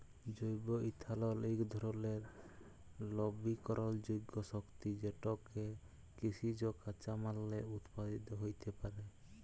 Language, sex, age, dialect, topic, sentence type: Bengali, male, 25-30, Jharkhandi, agriculture, statement